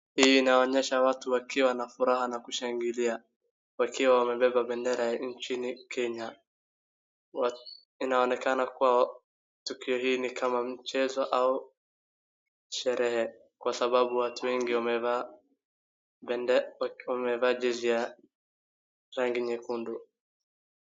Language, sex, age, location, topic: Swahili, male, 36-49, Wajir, government